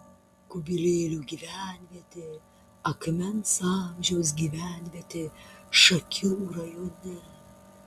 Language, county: Lithuanian, Panevėžys